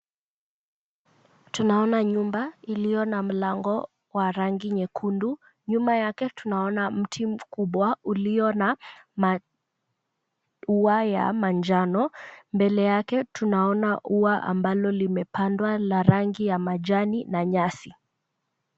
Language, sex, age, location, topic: Swahili, female, 18-24, Kisumu, education